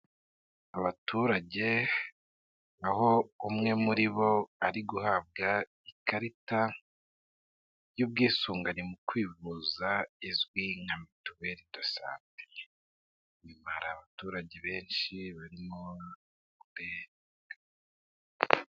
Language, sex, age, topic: Kinyarwanda, male, 25-35, finance